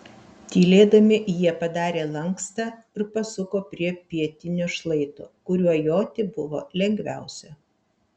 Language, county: Lithuanian, Vilnius